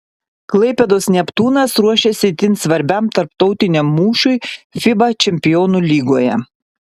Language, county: Lithuanian, Panevėžys